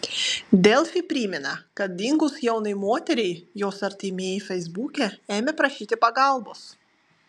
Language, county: Lithuanian, Vilnius